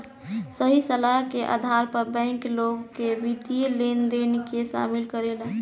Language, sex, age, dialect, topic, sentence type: Bhojpuri, female, 18-24, Southern / Standard, banking, statement